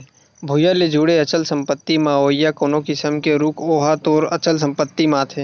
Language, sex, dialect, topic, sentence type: Chhattisgarhi, male, Western/Budati/Khatahi, banking, statement